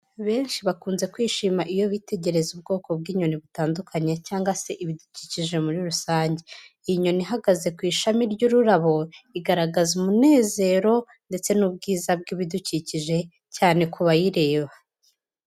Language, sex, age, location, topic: Kinyarwanda, female, 18-24, Huye, agriculture